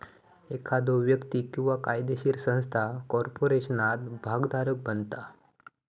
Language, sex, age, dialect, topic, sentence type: Marathi, male, 18-24, Southern Konkan, banking, statement